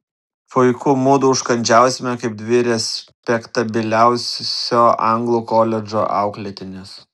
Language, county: Lithuanian, Vilnius